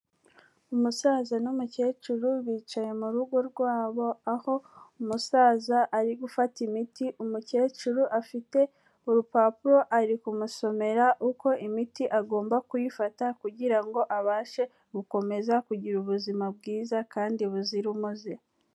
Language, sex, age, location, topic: Kinyarwanda, female, 18-24, Kigali, health